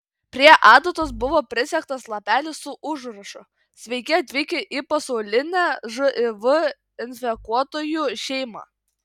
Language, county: Lithuanian, Kaunas